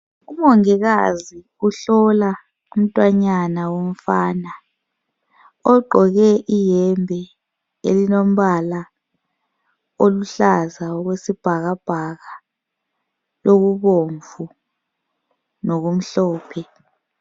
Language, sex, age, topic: North Ndebele, female, 25-35, health